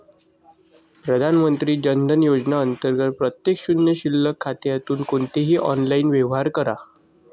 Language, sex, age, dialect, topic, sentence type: Marathi, male, 18-24, Varhadi, banking, statement